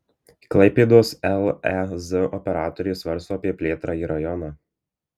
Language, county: Lithuanian, Marijampolė